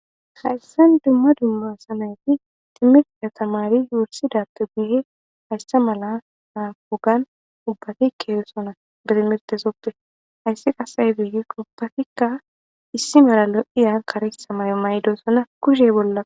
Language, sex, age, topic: Gamo, female, 25-35, government